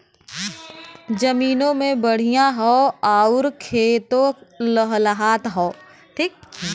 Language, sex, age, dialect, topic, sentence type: Bhojpuri, female, 36-40, Western, agriculture, statement